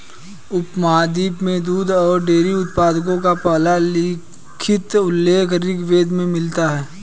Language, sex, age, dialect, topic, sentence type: Hindi, male, 18-24, Hindustani Malvi Khadi Boli, agriculture, statement